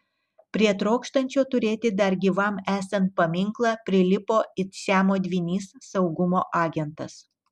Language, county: Lithuanian, Telšiai